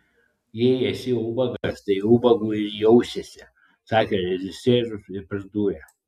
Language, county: Lithuanian, Klaipėda